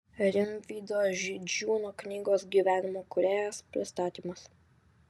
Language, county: Lithuanian, Vilnius